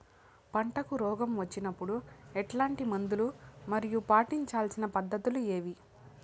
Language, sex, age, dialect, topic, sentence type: Telugu, female, 18-24, Southern, agriculture, question